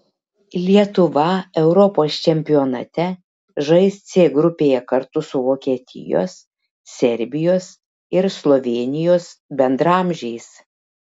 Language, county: Lithuanian, Šiauliai